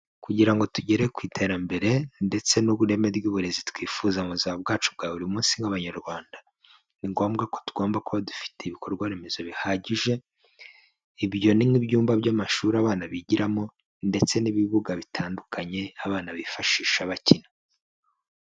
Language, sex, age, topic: Kinyarwanda, male, 25-35, education